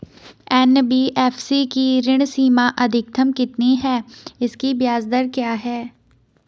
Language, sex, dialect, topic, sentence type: Hindi, female, Garhwali, banking, question